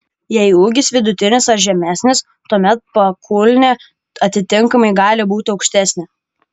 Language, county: Lithuanian, Kaunas